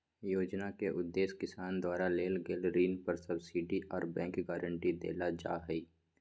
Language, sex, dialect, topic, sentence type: Magahi, male, Southern, agriculture, statement